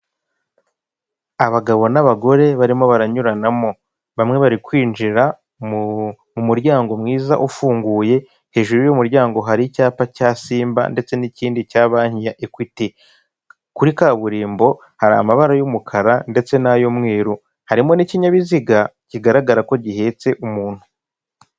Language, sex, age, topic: Kinyarwanda, male, 25-35, finance